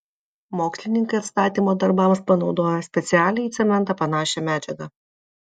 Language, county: Lithuanian, Vilnius